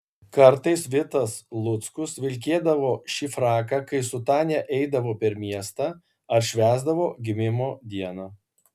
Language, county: Lithuanian, Kaunas